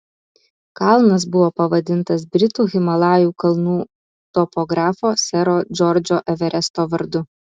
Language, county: Lithuanian, Utena